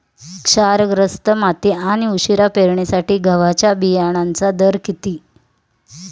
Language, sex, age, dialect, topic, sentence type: Marathi, female, 31-35, Standard Marathi, agriculture, question